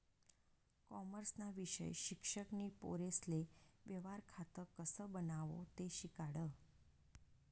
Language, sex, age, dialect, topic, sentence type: Marathi, female, 41-45, Northern Konkan, banking, statement